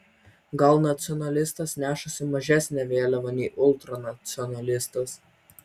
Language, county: Lithuanian, Vilnius